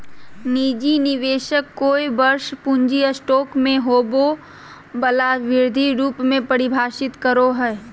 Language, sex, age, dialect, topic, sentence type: Magahi, male, 25-30, Southern, banking, statement